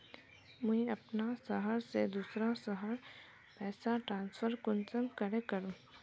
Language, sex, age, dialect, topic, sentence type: Magahi, female, 18-24, Northeastern/Surjapuri, banking, question